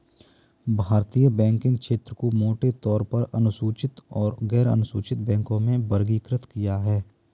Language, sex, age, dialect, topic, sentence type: Hindi, male, 25-30, Kanauji Braj Bhasha, banking, statement